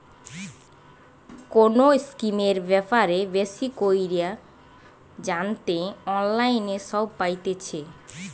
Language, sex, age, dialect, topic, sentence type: Bengali, female, 18-24, Western, banking, statement